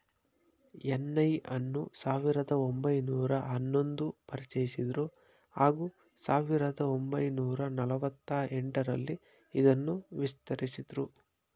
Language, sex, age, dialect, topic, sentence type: Kannada, male, 25-30, Mysore Kannada, banking, statement